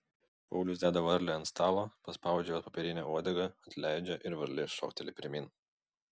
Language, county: Lithuanian, Vilnius